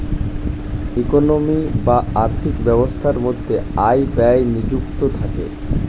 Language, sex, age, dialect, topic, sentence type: Bengali, male, 25-30, Standard Colloquial, banking, statement